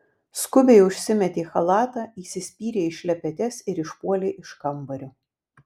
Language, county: Lithuanian, Vilnius